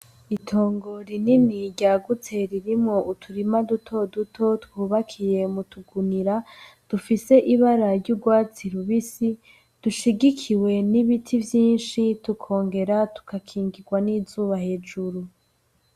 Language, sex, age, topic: Rundi, female, 18-24, agriculture